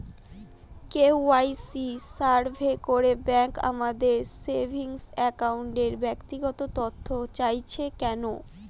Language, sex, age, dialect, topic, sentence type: Bengali, female, 60-100, Northern/Varendri, banking, question